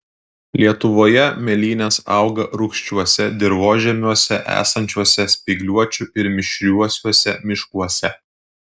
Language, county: Lithuanian, Klaipėda